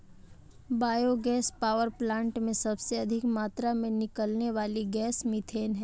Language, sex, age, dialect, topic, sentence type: Hindi, female, 18-24, Marwari Dhudhari, agriculture, statement